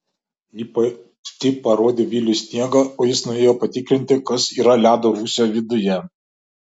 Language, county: Lithuanian, Šiauliai